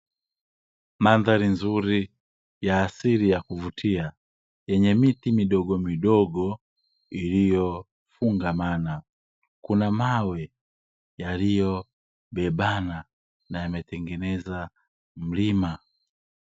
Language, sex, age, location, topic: Swahili, male, 25-35, Dar es Salaam, agriculture